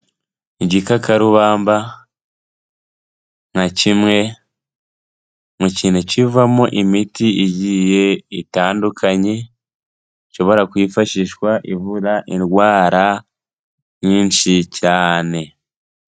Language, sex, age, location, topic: Kinyarwanda, male, 18-24, Kigali, health